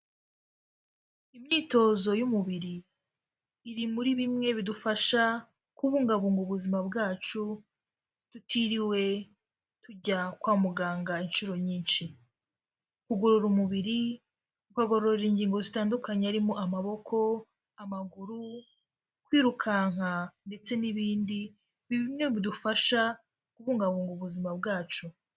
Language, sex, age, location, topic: Kinyarwanda, female, 18-24, Kigali, health